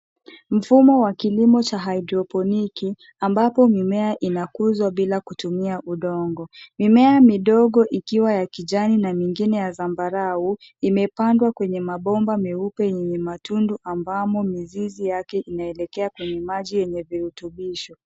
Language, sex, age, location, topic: Swahili, female, 25-35, Nairobi, agriculture